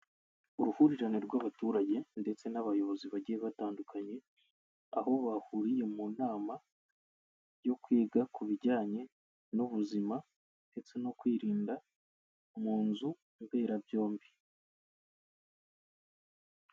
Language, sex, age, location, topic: Kinyarwanda, male, 25-35, Kigali, health